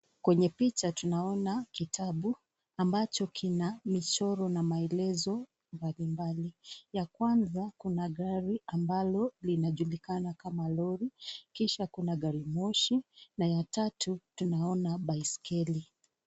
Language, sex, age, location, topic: Swahili, female, 25-35, Nakuru, education